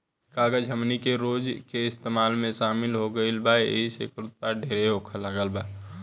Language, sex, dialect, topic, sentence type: Bhojpuri, male, Southern / Standard, agriculture, statement